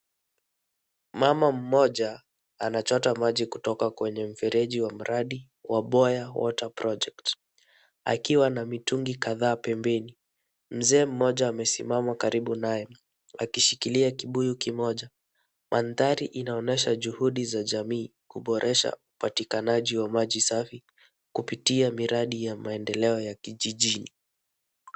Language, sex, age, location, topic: Swahili, male, 18-24, Wajir, health